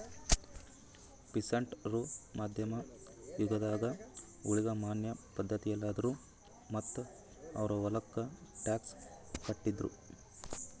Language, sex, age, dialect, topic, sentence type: Kannada, male, 18-24, Northeastern, agriculture, statement